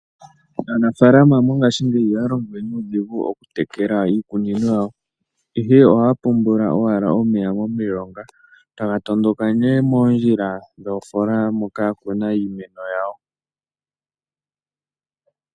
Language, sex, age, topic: Oshiwambo, male, 18-24, agriculture